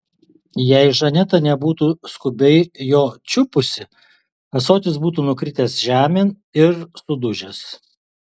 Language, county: Lithuanian, Alytus